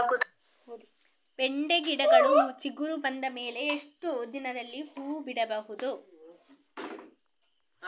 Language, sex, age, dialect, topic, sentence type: Kannada, female, 36-40, Coastal/Dakshin, agriculture, question